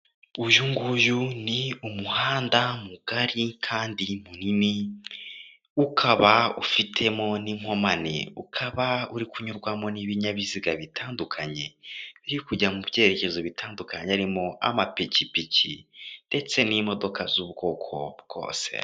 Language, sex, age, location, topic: Kinyarwanda, male, 18-24, Kigali, government